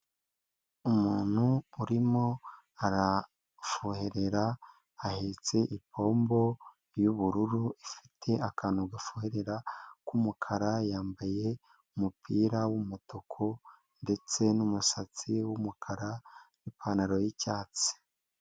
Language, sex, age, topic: Kinyarwanda, male, 25-35, agriculture